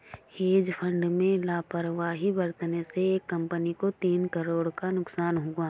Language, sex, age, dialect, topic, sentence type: Hindi, female, 25-30, Awadhi Bundeli, banking, statement